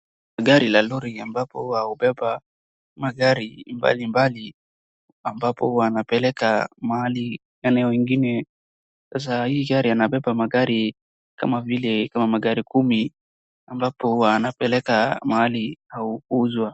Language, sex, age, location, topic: Swahili, female, 18-24, Wajir, finance